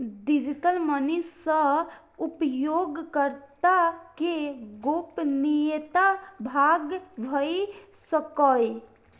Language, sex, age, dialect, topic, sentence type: Maithili, female, 18-24, Eastern / Thethi, banking, statement